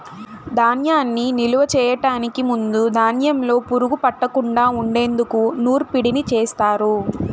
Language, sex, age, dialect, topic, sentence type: Telugu, female, 18-24, Southern, agriculture, statement